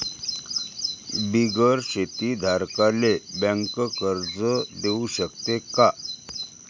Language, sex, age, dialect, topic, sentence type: Marathi, male, 31-35, Varhadi, agriculture, question